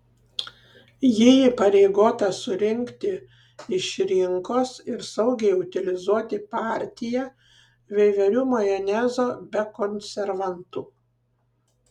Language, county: Lithuanian, Kaunas